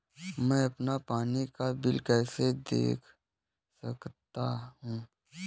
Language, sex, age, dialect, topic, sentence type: Hindi, male, 18-24, Kanauji Braj Bhasha, banking, question